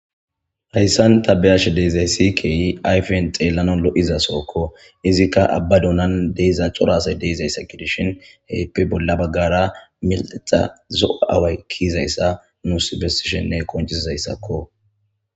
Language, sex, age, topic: Gamo, male, 18-24, government